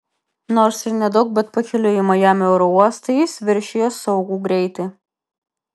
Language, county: Lithuanian, Vilnius